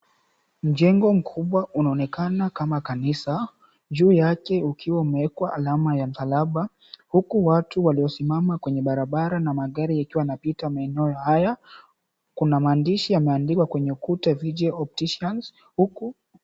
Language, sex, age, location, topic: Swahili, male, 18-24, Mombasa, government